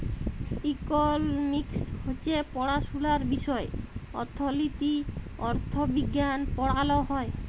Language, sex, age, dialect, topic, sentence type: Bengali, female, 25-30, Jharkhandi, banking, statement